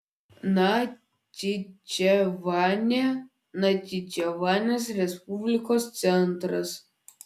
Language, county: Lithuanian, Klaipėda